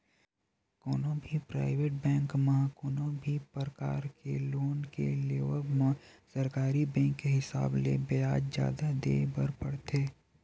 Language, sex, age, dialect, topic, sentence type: Chhattisgarhi, male, 18-24, Western/Budati/Khatahi, banking, statement